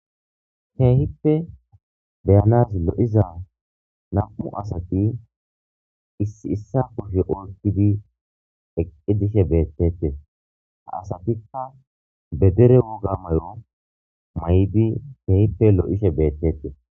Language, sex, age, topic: Gamo, male, 25-35, government